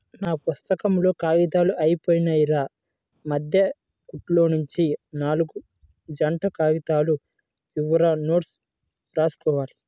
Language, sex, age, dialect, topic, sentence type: Telugu, female, 25-30, Central/Coastal, agriculture, statement